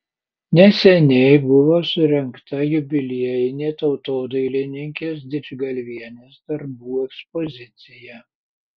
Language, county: Lithuanian, Panevėžys